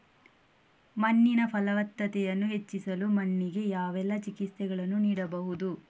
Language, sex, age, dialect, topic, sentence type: Kannada, female, 18-24, Coastal/Dakshin, agriculture, question